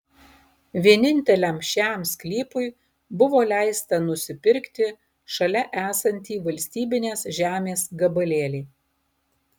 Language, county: Lithuanian, Alytus